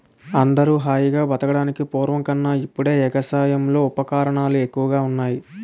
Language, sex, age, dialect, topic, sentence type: Telugu, male, 18-24, Utterandhra, agriculture, statement